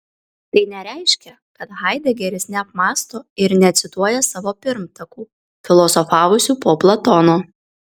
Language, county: Lithuanian, Kaunas